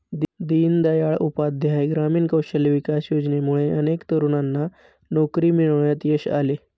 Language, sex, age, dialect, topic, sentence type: Marathi, male, 25-30, Standard Marathi, banking, statement